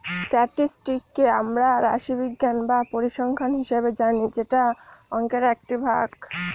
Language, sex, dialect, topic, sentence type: Bengali, female, Northern/Varendri, banking, statement